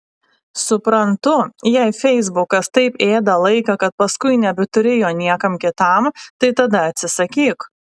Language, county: Lithuanian, Alytus